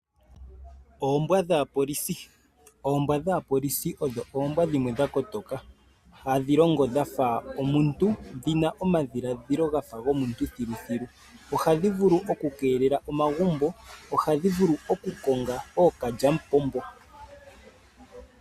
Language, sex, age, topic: Oshiwambo, male, 25-35, agriculture